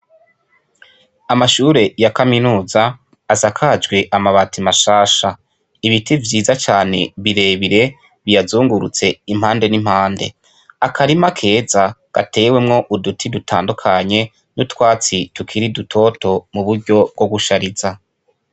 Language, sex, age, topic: Rundi, male, 25-35, education